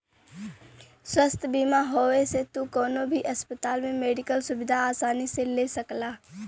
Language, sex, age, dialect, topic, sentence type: Bhojpuri, female, 25-30, Western, banking, statement